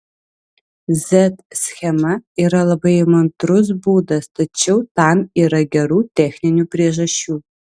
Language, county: Lithuanian, Vilnius